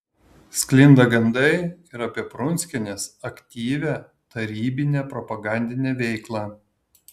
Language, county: Lithuanian, Kaunas